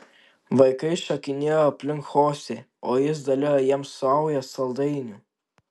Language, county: Lithuanian, Tauragė